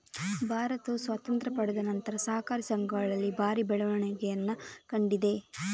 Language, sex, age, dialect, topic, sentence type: Kannada, female, 31-35, Coastal/Dakshin, agriculture, statement